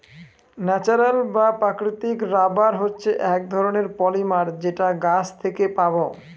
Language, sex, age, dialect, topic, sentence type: Bengali, male, 25-30, Northern/Varendri, agriculture, statement